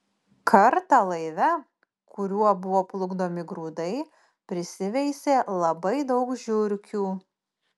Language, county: Lithuanian, Panevėžys